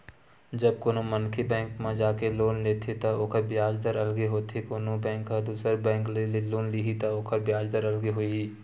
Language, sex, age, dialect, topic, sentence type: Chhattisgarhi, male, 18-24, Western/Budati/Khatahi, banking, statement